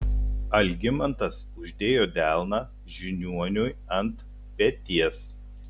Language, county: Lithuanian, Telšiai